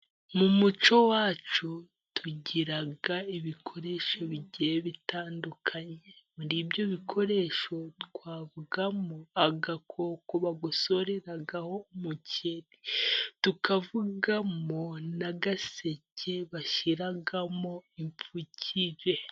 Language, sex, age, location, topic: Kinyarwanda, female, 18-24, Musanze, government